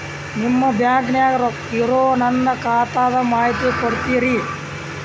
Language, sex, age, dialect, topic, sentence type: Kannada, male, 46-50, Dharwad Kannada, banking, question